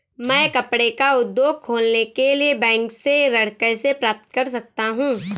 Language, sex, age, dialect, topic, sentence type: Hindi, female, 25-30, Awadhi Bundeli, banking, question